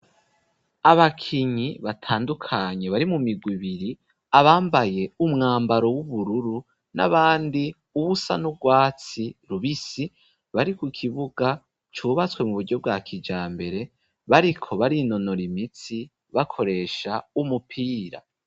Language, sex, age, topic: Rundi, male, 18-24, education